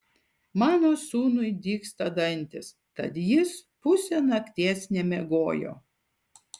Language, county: Lithuanian, Šiauliai